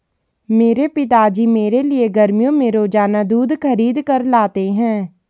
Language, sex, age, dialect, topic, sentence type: Hindi, female, 18-24, Garhwali, agriculture, statement